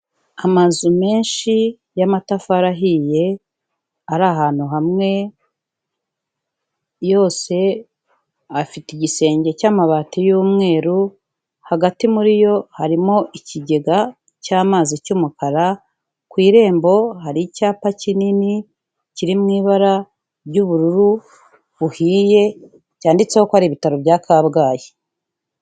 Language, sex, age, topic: Kinyarwanda, female, 36-49, health